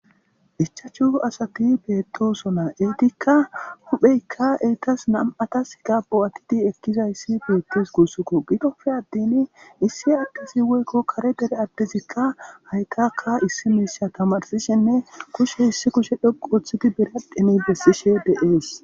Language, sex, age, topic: Gamo, male, 18-24, government